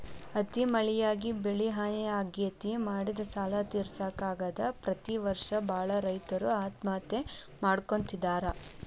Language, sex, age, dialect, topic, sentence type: Kannada, female, 18-24, Dharwad Kannada, agriculture, statement